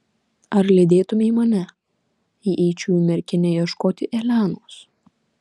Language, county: Lithuanian, Panevėžys